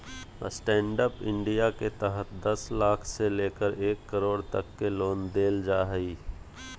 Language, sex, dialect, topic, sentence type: Magahi, male, Southern, banking, statement